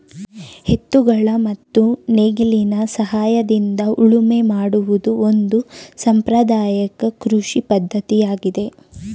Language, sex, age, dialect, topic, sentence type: Kannada, female, 18-24, Mysore Kannada, agriculture, statement